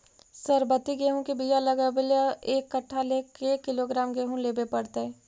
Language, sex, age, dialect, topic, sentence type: Magahi, female, 51-55, Central/Standard, agriculture, question